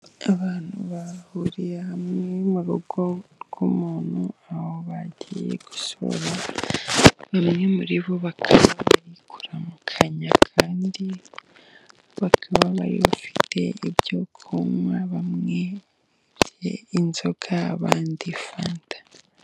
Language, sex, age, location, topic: Kinyarwanda, female, 18-24, Musanze, government